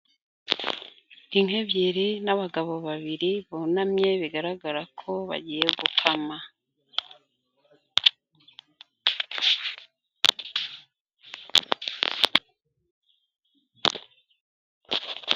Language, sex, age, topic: Kinyarwanda, female, 25-35, agriculture